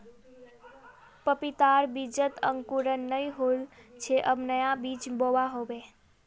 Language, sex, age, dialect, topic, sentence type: Magahi, female, 36-40, Northeastern/Surjapuri, agriculture, statement